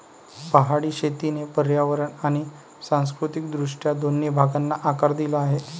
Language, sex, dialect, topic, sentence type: Marathi, male, Varhadi, agriculture, statement